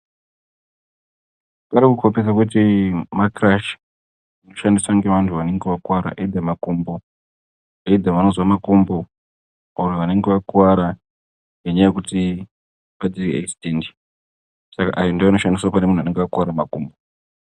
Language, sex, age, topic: Ndau, male, 18-24, health